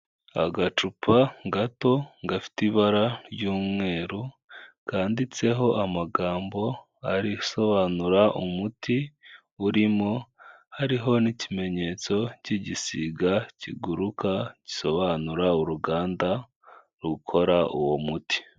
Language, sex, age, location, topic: Kinyarwanda, male, 25-35, Kigali, health